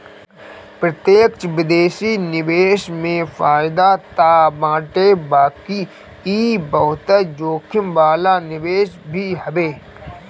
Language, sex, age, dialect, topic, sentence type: Bhojpuri, male, 18-24, Northern, banking, statement